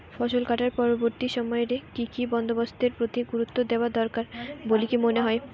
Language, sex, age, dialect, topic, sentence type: Bengali, female, 18-24, Western, agriculture, statement